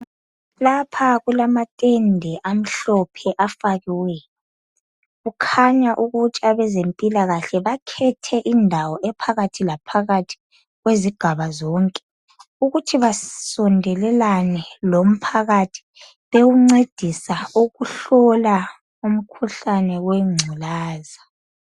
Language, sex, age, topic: North Ndebele, female, 25-35, health